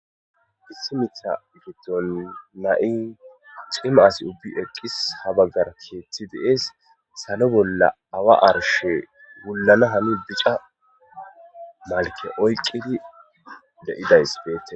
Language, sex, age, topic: Gamo, male, 25-35, government